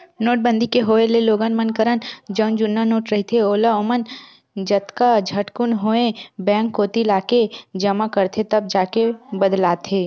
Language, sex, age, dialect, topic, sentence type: Chhattisgarhi, female, 18-24, Western/Budati/Khatahi, banking, statement